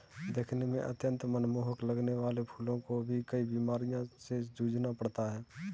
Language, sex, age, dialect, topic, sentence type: Hindi, male, 18-24, Kanauji Braj Bhasha, agriculture, statement